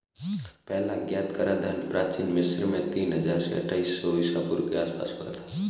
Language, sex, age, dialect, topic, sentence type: Hindi, male, 18-24, Marwari Dhudhari, banking, statement